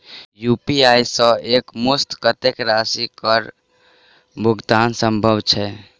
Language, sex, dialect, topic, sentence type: Maithili, male, Southern/Standard, banking, question